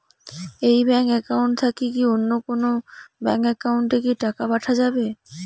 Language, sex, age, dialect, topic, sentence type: Bengali, female, 18-24, Rajbangshi, banking, question